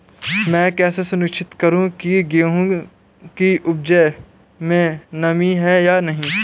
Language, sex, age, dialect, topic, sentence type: Hindi, male, 51-55, Awadhi Bundeli, agriculture, question